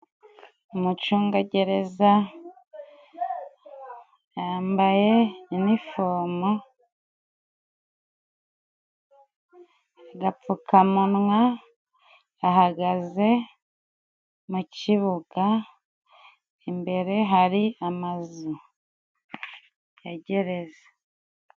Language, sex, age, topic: Kinyarwanda, female, 25-35, government